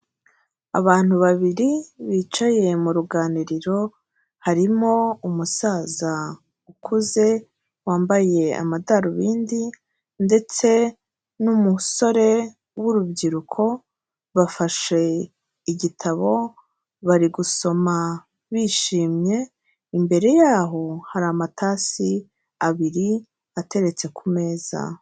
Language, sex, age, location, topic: Kinyarwanda, female, 36-49, Kigali, health